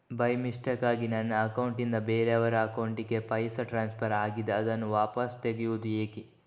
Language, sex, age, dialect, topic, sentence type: Kannada, male, 18-24, Coastal/Dakshin, banking, question